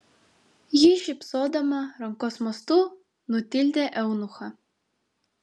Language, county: Lithuanian, Vilnius